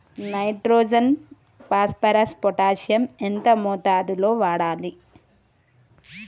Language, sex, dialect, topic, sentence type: Telugu, female, Telangana, agriculture, question